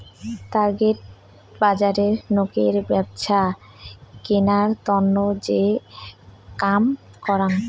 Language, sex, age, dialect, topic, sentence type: Bengali, female, 18-24, Rajbangshi, banking, statement